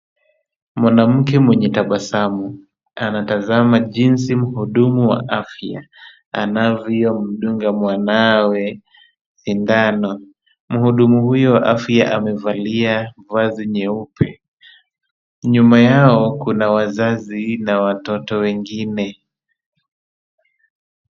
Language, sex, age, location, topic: Swahili, male, 25-35, Kisumu, health